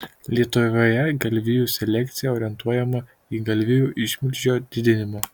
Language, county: Lithuanian, Kaunas